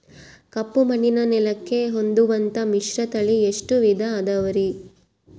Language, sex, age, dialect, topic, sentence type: Kannada, female, 25-30, Central, agriculture, question